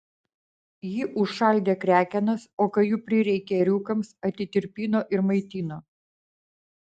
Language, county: Lithuanian, Vilnius